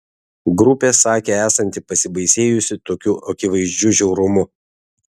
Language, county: Lithuanian, Vilnius